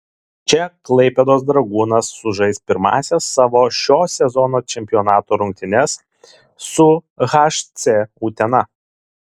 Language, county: Lithuanian, Šiauliai